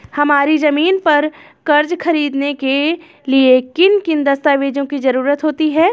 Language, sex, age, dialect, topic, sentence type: Hindi, female, 25-30, Awadhi Bundeli, banking, question